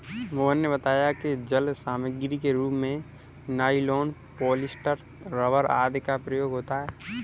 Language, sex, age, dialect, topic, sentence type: Hindi, male, 18-24, Kanauji Braj Bhasha, agriculture, statement